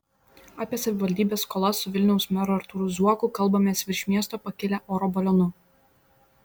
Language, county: Lithuanian, Šiauliai